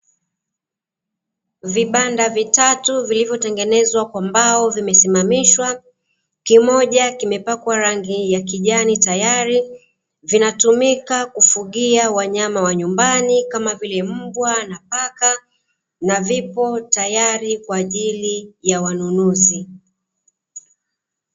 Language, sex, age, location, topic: Swahili, female, 36-49, Dar es Salaam, agriculture